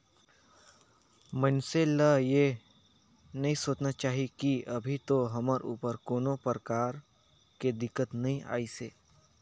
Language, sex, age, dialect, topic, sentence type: Chhattisgarhi, male, 56-60, Northern/Bhandar, banking, statement